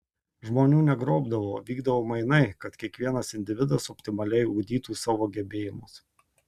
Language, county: Lithuanian, Tauragė